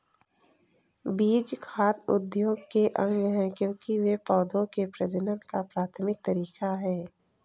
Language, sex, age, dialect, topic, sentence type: Hindi, female, 18-24, Kanauji Braj Bhasha, agriculture, statement